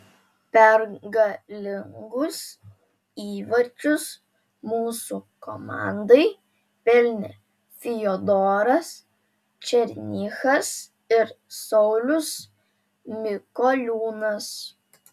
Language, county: Lithuanian, Telšiai